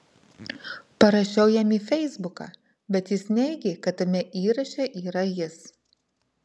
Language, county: Lithuanian, Marijampolė